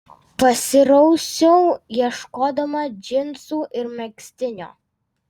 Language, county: Lithuanian, Vilnius